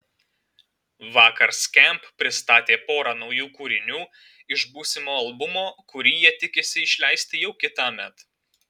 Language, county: Lithuanian, Alytus